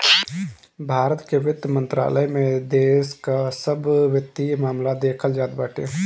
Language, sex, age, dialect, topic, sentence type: Bhojpuri, male, 25-30, Northern, banking, statement